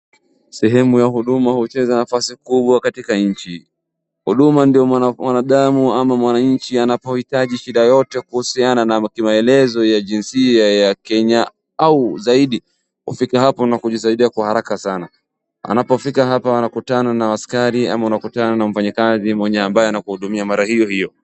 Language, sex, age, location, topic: Swahili, male, 18-24, Wajir, government